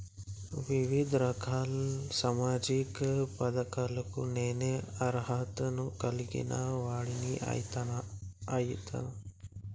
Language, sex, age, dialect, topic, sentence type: Telugu, male, 60-100, Telangana, banking, question